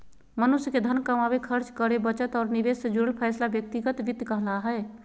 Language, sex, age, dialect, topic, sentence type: Magahi, female, 36-40, Southern, banking, statement